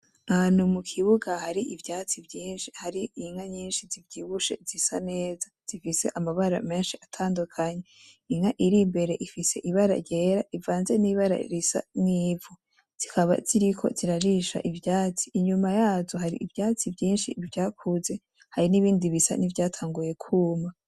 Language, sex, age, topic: Rundi, female, 18-24, agriculture